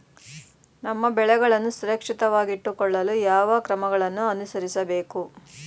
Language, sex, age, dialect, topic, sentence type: Kannada, female, 36-40, Mysore Kannada, agriculture, question